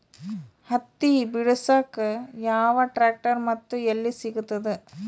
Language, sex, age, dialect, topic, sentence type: Kannada, female, 36-40, Northeastern, agriculture, question